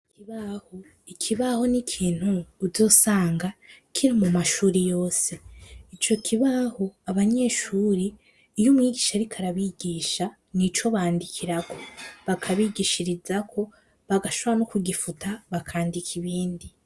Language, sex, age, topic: Rundi, female, 18-24, education